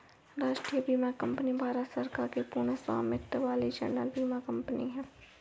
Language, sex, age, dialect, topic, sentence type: Hindi, female, 60-100, Awadhi Bundeli, banking, statement